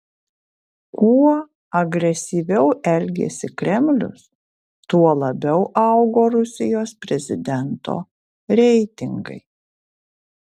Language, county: Lithuanian, Kaunas